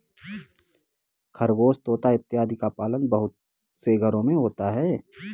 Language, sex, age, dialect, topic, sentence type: Hindi, male, 18-24, Kanauji Braj Bhasha, agriculture, statement